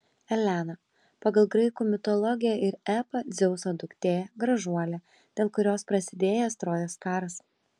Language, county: Lithuanian, Kaunas